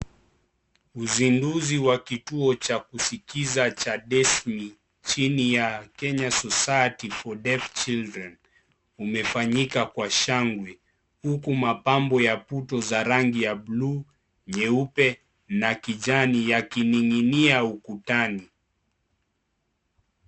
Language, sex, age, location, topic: Swahili, male, 25-35, Kisii, education